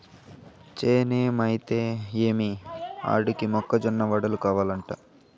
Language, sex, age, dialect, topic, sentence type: Telugu, male, 18-24, Southern, agriculture, statement